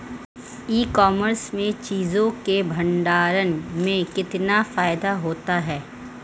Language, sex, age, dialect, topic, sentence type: Hindi, female, 31-35, Marwari Dhudhari, agriculture, question